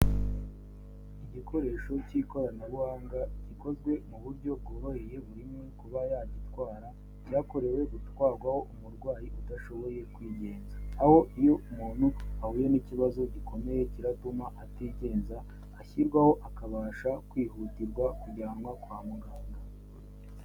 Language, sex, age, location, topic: Kinyarwanda, male, 18-24, Kigali, health